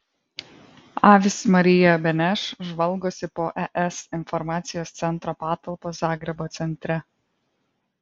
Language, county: Lithuanian, Vilnius